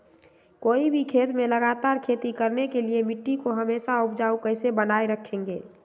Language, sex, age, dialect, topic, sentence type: Magahi, female, 18-24, Western, agriculture, question